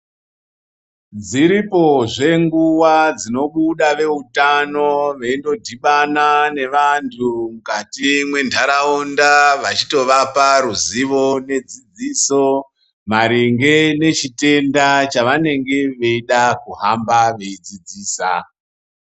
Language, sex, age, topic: Ndau, male, 36-49, health